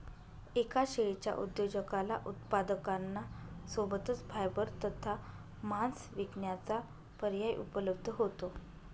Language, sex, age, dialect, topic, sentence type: Marathi, male, 31-35, Northern Konkan, agriculture, statement